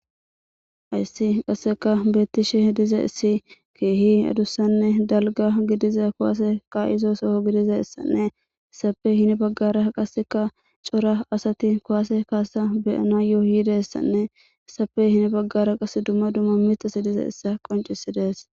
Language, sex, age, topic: Gamo, female, 18-24, government